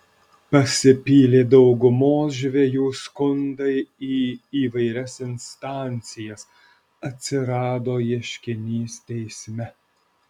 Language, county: Lithuanian, Alytus